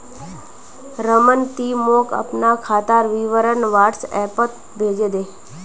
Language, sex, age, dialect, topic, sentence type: Magahi, female, 18-24, Northeastern/Surjapuri, banking, statement